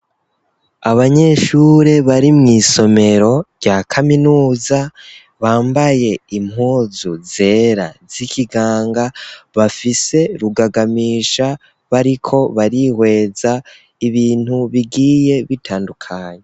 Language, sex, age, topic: Rundi, female, 25-35, education